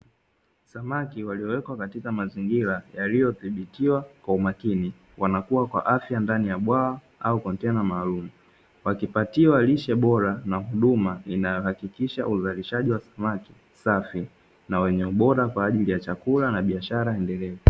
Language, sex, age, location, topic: Swahili, male, 18-24, Dar es Salaam, agriculture